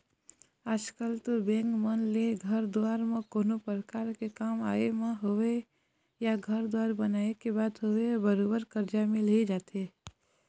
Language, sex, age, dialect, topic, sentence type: Chhattisgarhi, female, 25-30, Eastern, banking, statement